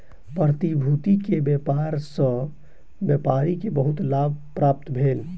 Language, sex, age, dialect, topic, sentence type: Maithili, male, 18-24, Southern/Standard, banking, statement